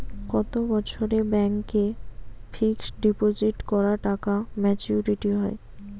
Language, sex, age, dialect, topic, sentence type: Bengali, female, 18-24, Rajbangshi, banking, question